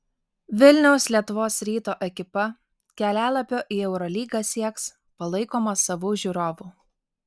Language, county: Lithuanian, Alytus